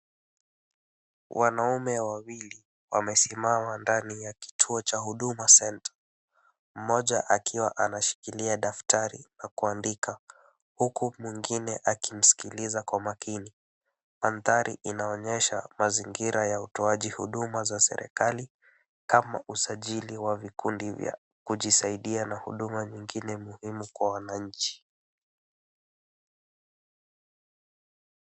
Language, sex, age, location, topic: Swahili, male, 18-24, Wajir, government